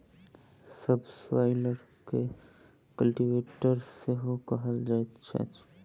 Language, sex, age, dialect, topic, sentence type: Maithili, male, 18-24, Southern/Standard, agriculture, statement